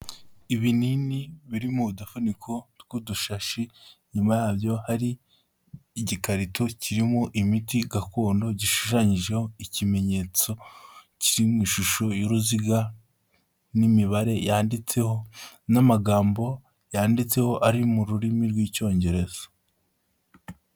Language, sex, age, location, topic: Kinyarwanda, male, 18-24, Kigali, health